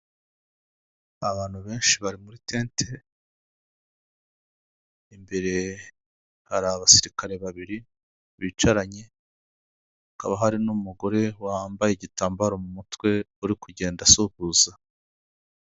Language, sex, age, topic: Kinyarwanda, male, 50+, government